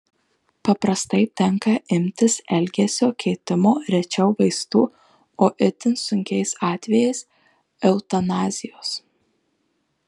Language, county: Lithuanian, Marijampolė